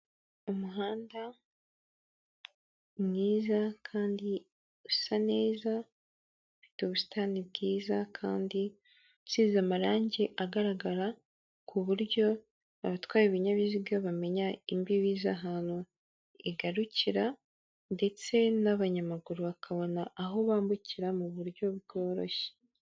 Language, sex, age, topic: Kinyarwanda, female, 18-24, government